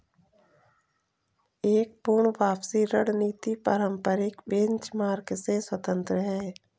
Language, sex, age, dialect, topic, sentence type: Hindi, female, 18-24, Kanauji Braj Bhasha, banking, statement